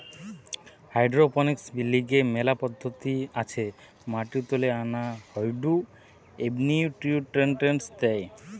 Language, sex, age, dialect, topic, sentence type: Bengali, male, 31-35, Western, agriculture, statement